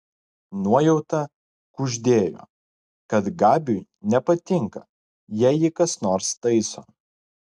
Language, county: Lithuanian, Klaipėda